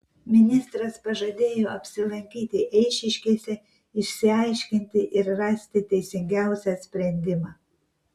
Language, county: Lithuanian, Vilnius